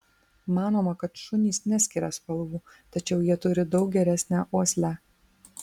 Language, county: Lithuanian, Vilnius